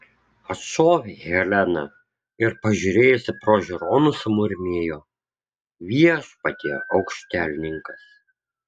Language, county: Lithuanian, Kaunas